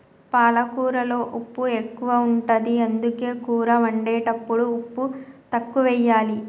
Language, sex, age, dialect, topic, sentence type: Telugu, male, 41-45, Telangana, agriculture, statement